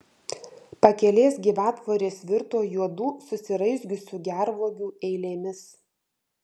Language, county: Lithuanian, Vilnius